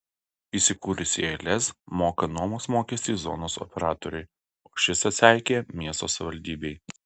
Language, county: Lithuanian, Alytus